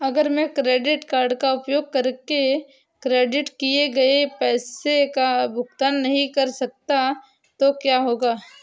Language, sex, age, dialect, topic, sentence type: Hindi, female, 18-24, Marwari Dhudhari, banking, question